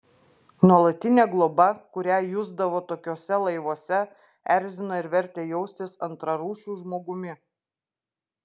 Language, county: Lithuanian, Klaipėda